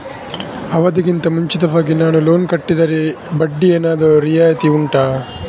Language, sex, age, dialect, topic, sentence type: Kannada, male, 18-24, Coastal/Dakshin, banking, question